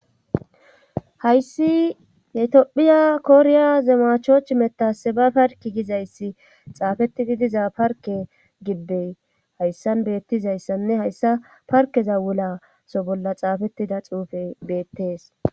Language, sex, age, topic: Gamo, female, 25-35, government